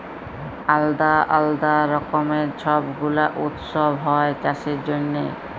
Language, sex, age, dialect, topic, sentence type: Bengali, female, 36-40, Jharkhandi, agriculture, statement